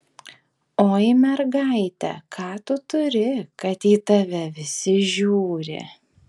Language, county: Lithuanian, Vilnius